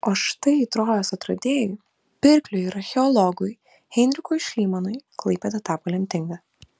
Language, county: Lithuanian, Vilnius